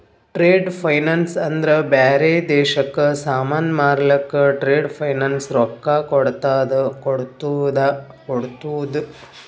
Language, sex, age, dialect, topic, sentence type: Kannada, female, 41-45, Northeastern, banking, statement